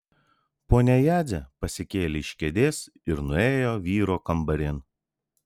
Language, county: Lithuanian, Vilnius